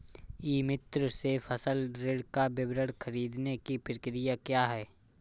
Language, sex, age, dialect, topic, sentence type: Hindi, male, 25-30, Awadhi Bundeli, banking, question